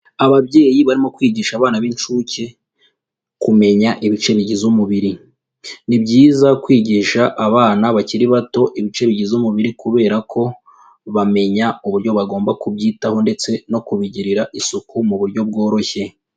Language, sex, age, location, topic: Kinyarwanda, female, 18-24, Kigali, education